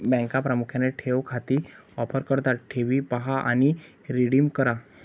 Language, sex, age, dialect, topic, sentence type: Marathi, male, 25-30, Varhadi, banking, statement